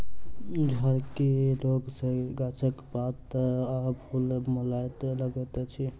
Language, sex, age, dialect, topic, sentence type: Maithili, male, 18-24, Southern/Standard, agriculture, statement